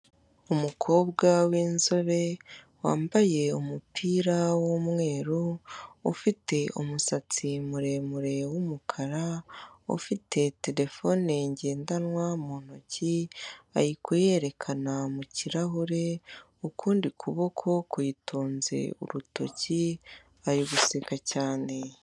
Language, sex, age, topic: Kinyarwanda, male, 25-35, finance